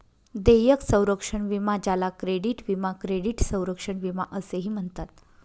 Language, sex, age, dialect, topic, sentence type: Marathi, female, 31-35, Northern Konkan, banking, statement